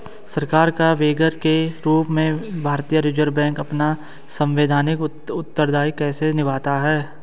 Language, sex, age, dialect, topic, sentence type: Hindi, male, 18-24, Hindustani Malvi Khadi Boli, banking, question